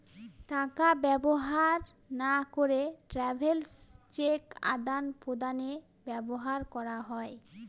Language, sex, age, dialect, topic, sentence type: Bengali, female, 31-35, Northern/Varendri, banking, statement